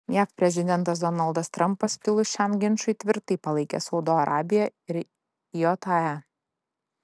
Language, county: Lithuanian, Klaipėda